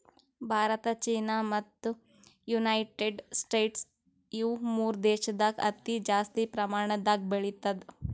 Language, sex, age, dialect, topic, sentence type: Kannada, female, 18-24, Northeastern, agriculture, statement